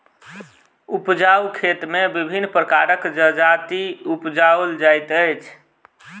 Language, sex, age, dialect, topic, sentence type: Maithili, male, 25-30, Southern/Standard, agriculture, statement